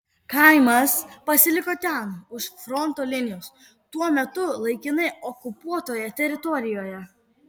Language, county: Lithuanian, Kaunas